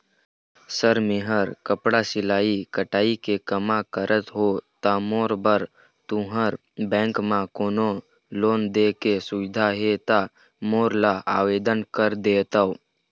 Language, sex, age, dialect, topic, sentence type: Chhattisgarhi, male, 60-100, Eastern, banking, question